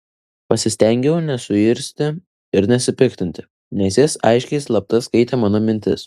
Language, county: Lithuanian, Vilnius